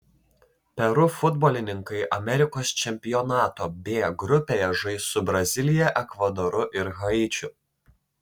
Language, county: Lithuanian, Telšiai